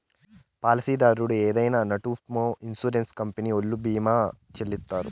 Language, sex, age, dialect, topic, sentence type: Telugu, male, 18-24, Southern, banking, statement